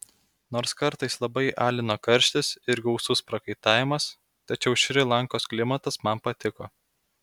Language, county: Lithuanian, Klaipėda